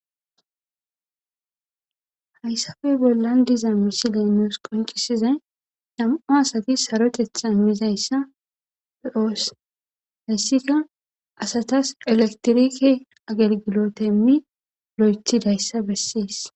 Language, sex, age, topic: Gamo, female, 25-35, government